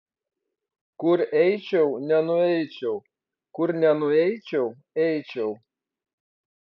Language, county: Lithuanian, Vilnius